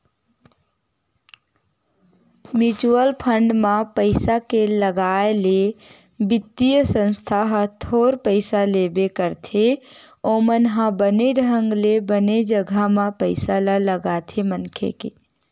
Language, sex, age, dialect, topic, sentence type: Chhattisgarhi, female, 18-24, Western/Budati/Khatahi, banking, statement